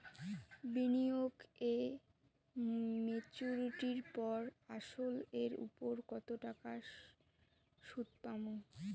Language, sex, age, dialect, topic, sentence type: Bengali, female, 18-24, Rajbangshi, banking, question